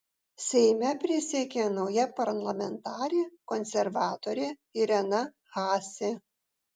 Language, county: Lithuanian, Vilnius